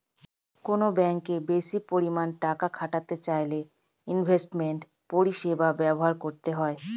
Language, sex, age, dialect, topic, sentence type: Bengali, female, 25-30, Standard Colloquial, banking, statement